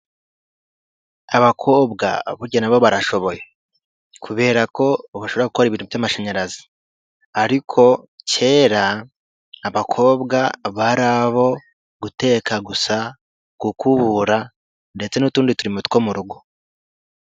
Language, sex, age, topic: Kinyarwanda, male, 18-24, government